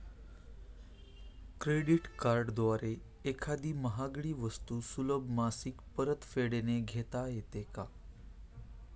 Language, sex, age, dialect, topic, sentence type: Marathi, male, 25-30, Standard Marathi, banking, question